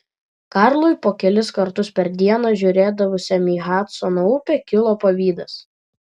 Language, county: Lithuanian, Vilnius